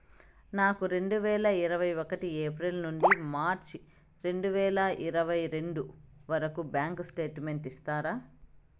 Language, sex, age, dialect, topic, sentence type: Telugu, female, 25-30, Southern, banking, question